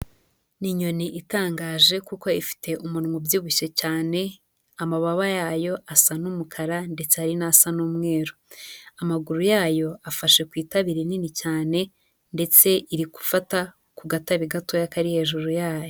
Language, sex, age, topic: Kinyarwanda, female, 18-24, agriculture